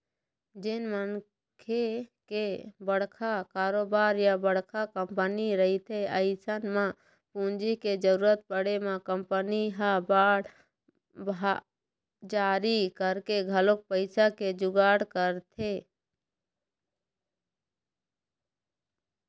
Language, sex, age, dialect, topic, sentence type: Chhattisgarhi, female, 60-100, Eastern, banking, statement